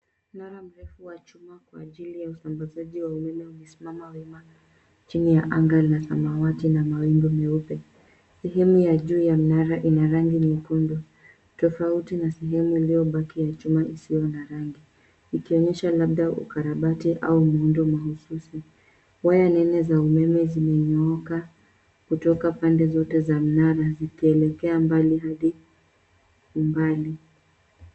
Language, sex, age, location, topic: Swahili, female, 18-24, Nairobi, government